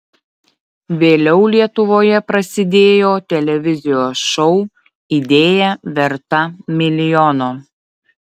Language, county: Lithuanian, Utena